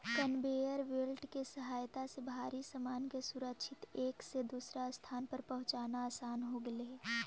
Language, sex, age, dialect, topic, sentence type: Magahi, female, 18-24, Central/Standard, banking, statement